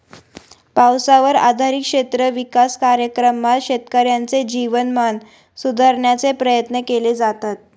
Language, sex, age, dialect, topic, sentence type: Marathi, female, 18-24, Standard Marathi, agriculture, statement